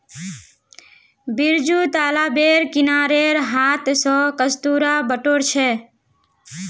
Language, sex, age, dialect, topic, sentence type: Magahi, female, 18-24, Northeastern/Surjapuri, agriculture, statement